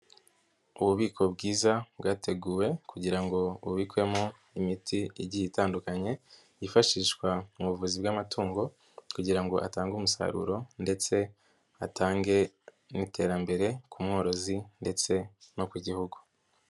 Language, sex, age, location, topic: Kinyarwanda, female, 50+, Nyagatare, agriculture